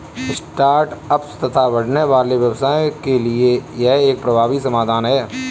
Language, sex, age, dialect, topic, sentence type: Hindi, male, 25-30, Kanauji Braj Bhasha, banking, statement